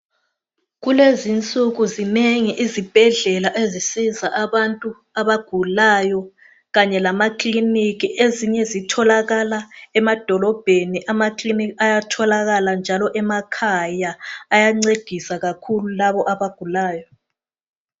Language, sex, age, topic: North Ndebele, female, 25-35, health